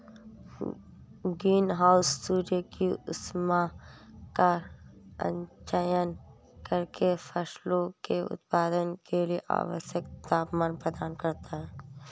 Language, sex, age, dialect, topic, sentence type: Hindi, female, 18-24, Marwari Dhudhari, agriculture, statement